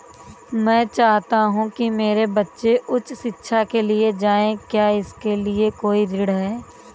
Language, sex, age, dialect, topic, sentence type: Hindi, female, 18-24, Awadhi Bundeli, banking, question